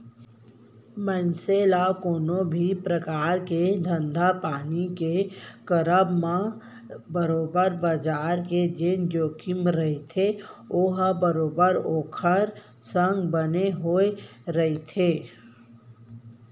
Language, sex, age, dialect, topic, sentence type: Chhattisgarhi, female, 18-24, Central, banking, statement